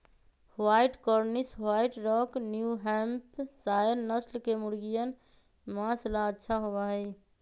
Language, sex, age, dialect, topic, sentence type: Magahi, female, 25-30, Western, agriculture, statement